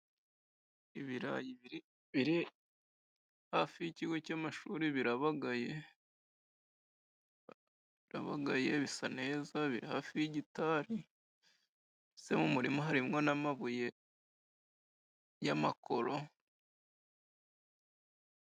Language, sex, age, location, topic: Kinyarwanda, male, 25-35, Musanze, agriculture